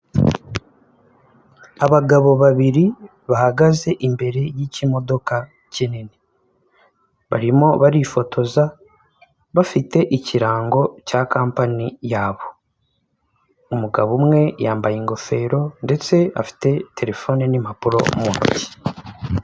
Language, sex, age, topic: Kinyarwanda, male, 25-35, finance